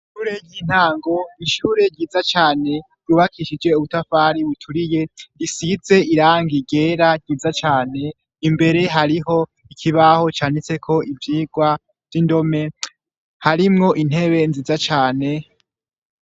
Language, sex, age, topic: Rundi, male, 18-24, education